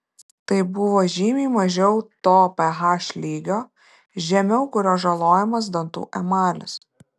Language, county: Lithuanian, Vilnius